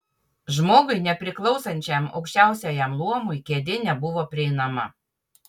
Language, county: Lithuanian, Utena